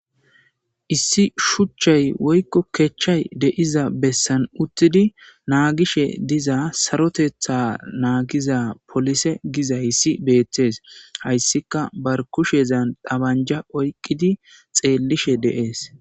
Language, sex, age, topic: Gamo, male, 25-35, government